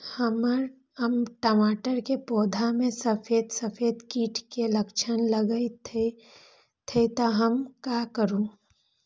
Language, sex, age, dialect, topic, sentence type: Magahi, female, 18-24, Western, agriculture, question